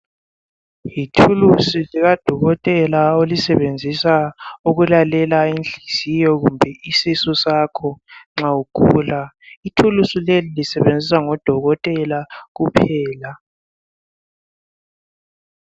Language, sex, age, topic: North Ndebele, male, 18-24, health